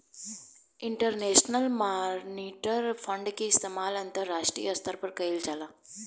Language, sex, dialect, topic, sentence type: Bhojpuri, female, Southern / Standard, banking, statement